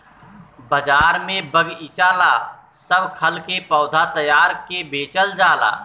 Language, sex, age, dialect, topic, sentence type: Bhojpuri, male, 31-35, Southern / Standard, agriculture, statement